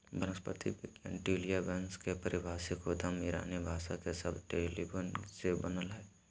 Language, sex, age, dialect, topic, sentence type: Magahi, male, 18-24, Southern, agriculture, statement